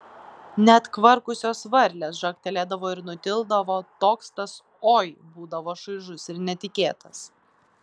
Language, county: Lithuanian, Klaipėda